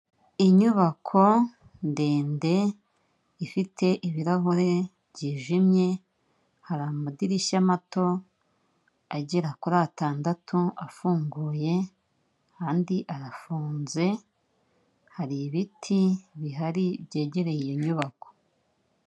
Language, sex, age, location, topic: Kinyarwanda, female, 25-35, Kigali, government